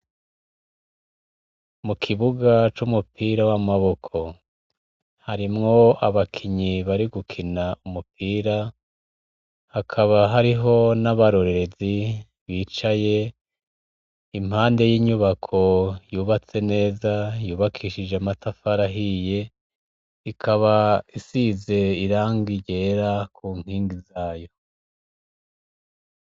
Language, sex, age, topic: Rundi, male, 36-49, education